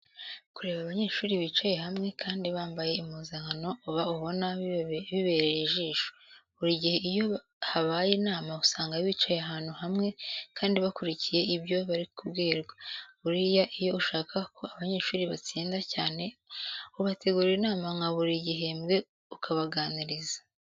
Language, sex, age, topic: Kinyarwanda, female, 18-24, education